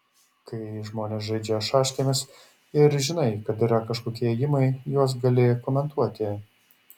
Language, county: Lithuanian, Šiauliai